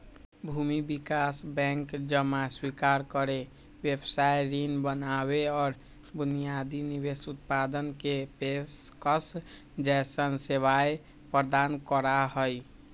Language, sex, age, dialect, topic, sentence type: Magahi, male, 56-60, Western, banking, statement